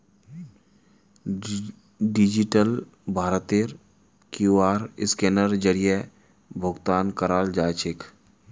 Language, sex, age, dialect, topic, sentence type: Magahi, male, 31-35, Northeastern/Surjapuri, banking, statement